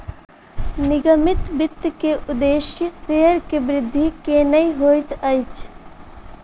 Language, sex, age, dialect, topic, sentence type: Maithili, female, 18-24, Southern/Standard, banking, statement